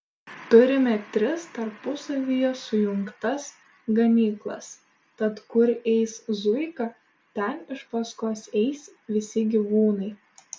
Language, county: Lithuanian, Šiauliai